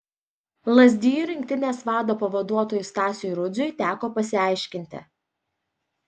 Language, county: Lithuanian, Vilnius